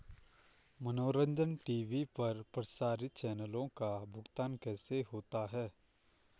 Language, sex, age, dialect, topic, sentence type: Hindi, male, 25-30, Garhwali, banking, question